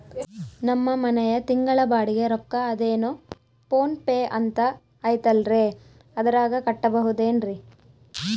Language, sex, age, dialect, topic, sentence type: Kannada, female, 25-30, Central, banking, question